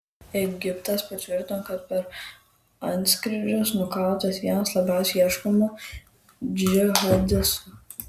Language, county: Lithuanian, Kaunas